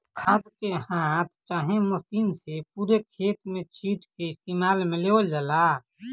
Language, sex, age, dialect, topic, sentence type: Bhojpuri, male, 18-24, Northern, agriculture, statement